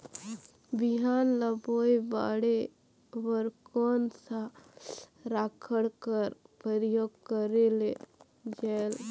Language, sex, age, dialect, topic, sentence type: Chhattisgarhi, female, 18-24, Northern/Bhandar, agriculture, question